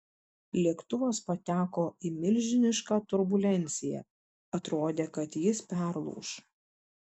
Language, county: Lithuanian, Šiauliai